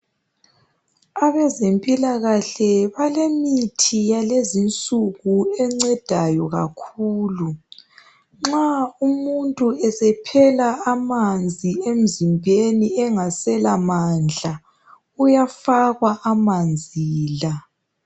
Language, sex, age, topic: North Ndebele, male, 18-24, health